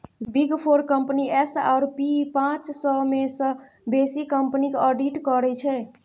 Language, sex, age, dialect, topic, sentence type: Maithili, female, 25-30, Bajjika, banking, statement